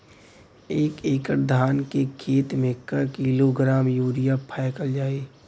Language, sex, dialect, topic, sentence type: Bhojpuri, male, Western, agriculture, question